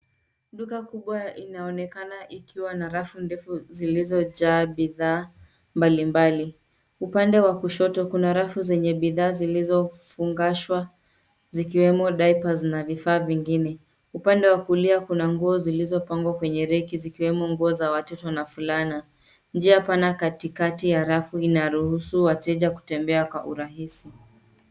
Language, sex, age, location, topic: Swahili, female, 36-49, Nairobi, finance